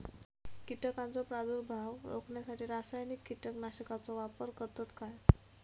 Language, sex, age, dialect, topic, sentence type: Marathi, female, 18-24, Southern Konkan, agriculture, question